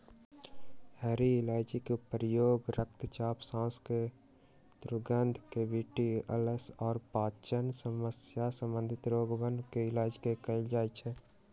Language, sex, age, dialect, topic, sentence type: Magahi, male, 60-100, Western, agriculture, statement